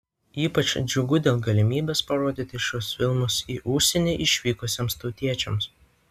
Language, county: Lithuanian, Vilnius